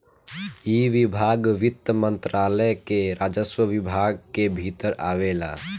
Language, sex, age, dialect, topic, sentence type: Bhojpuri, male, <18, Southern / Standard, banking, statement